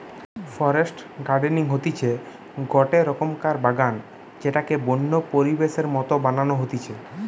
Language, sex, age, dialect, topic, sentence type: Bengali, female, 25-30, Western, agriculture, statement